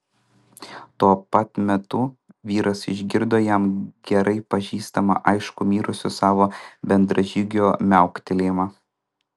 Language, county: Lithuanian, Vilnius